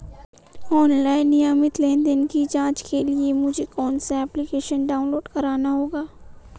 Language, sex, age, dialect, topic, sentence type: Hindi, female, 18-24, Marwari Dhudhari, banking, question